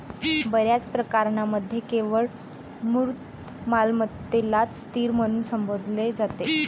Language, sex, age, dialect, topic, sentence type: Marathi, male, 25-30, Varhadi, banking, statement